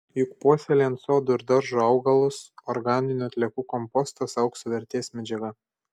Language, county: Lithuanian, Šiauliai